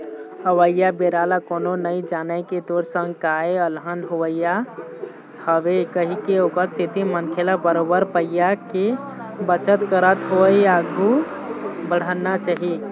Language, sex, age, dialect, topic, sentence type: Chhattisgarhi, male, 18-24, Eastern, banking, statement